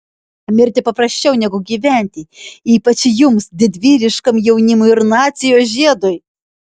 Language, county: Lithuanian, Šiauliai